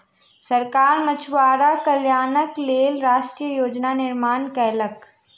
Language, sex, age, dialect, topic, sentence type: Maithili, female, 31-35, Southern/Standard, agriculture, statement